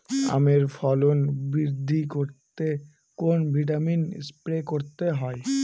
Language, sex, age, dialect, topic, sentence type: Bengali, female, 36-40, Northern/Varendri, agriculture, question